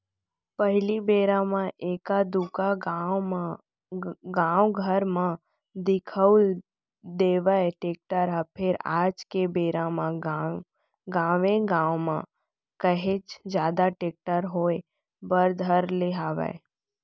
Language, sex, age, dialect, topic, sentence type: Chhattisgarhi, female, 18-24, Central, agriculture, statement